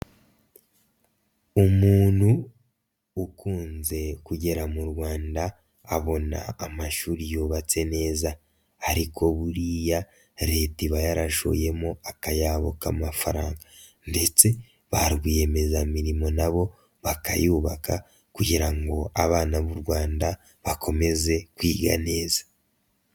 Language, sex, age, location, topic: Kinyarwanda, male, 50+, Nyagatare, education